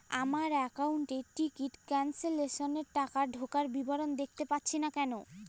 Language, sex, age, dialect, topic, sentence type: Bengali, female, <18, Jharkhandi, banking, question